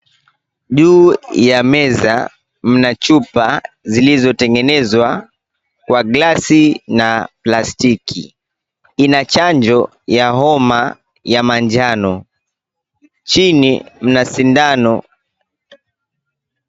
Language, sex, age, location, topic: Swahili, female, 18-24, Mombasa, health